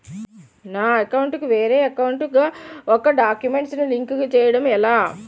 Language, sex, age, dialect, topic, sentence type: Telugu, female, 56-60, Utterandhra, banking, question